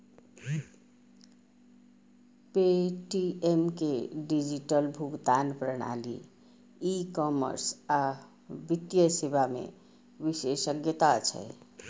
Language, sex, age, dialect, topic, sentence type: Maithili, female, 41-45, Eastern / Thethi, banking, statement